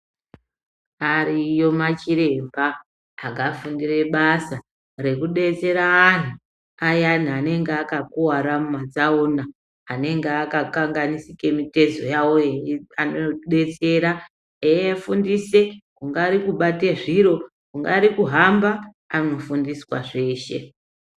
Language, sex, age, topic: Ndau, male, 18-24, health